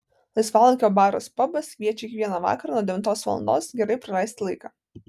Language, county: Lithuanian, Vilnius